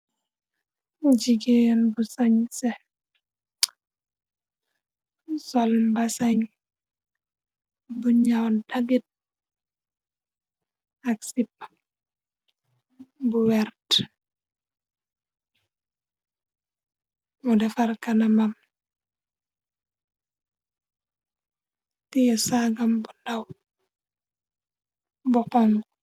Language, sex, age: Wolof, female, 25-35